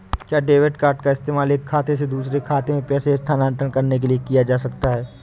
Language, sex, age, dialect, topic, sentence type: Hindi, male, 18-24, Awadhi Bundeli, banking, question